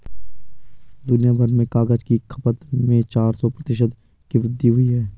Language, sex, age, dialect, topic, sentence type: Hindi, male, 18-24, Garhwali, agriculture, statement